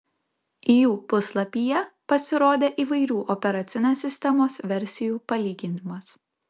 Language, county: Lithuanian, Kaunas